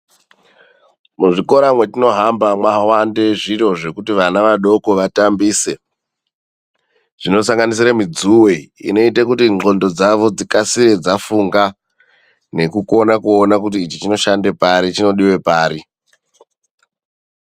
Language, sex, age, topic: Ndau, male, 25-35, education